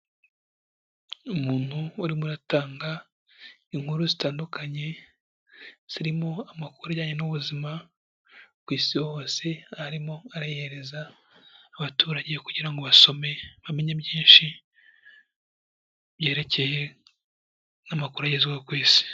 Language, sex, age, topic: Kinyarwanda, male, 18-24, health